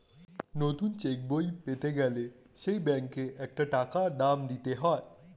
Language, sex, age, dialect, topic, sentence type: Bengali, male, 31-35, Standard Colloquial, banking, statement